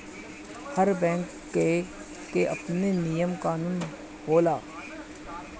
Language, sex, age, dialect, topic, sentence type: Bhojpuri, male, 25-30, Northern, banking, statement